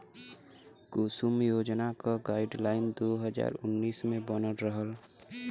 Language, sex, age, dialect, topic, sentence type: Bhojpuri, male, 18-24, Western, agriculture, statement